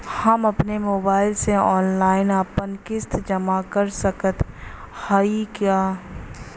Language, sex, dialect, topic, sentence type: Bhojpuri, female, Western, banking, question